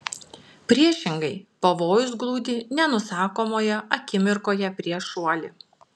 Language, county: Lithuanian, Klaipėda